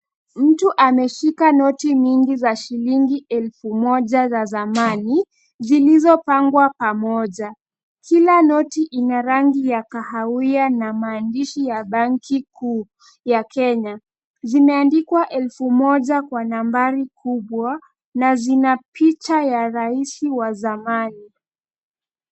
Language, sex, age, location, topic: Swahili, female, 25-35, Kisumu, finance